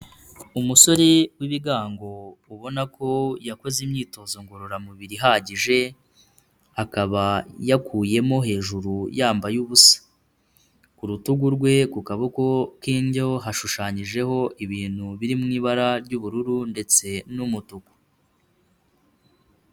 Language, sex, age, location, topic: Kinyarwanda, male, 25-35, Kigali, health